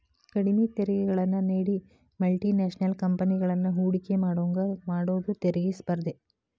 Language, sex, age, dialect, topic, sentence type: Kannada, female, 31-35, Dharwad Kannada, banking, statement